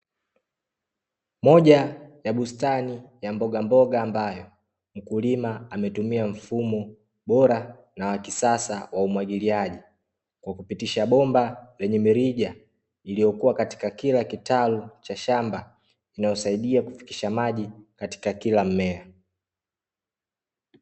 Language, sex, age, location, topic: Swahili, male, 18-24, Dar es Salaam, agriculture